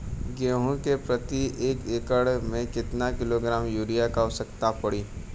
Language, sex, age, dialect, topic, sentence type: Bhojpuri, male, 18-24, Western, agriculture, question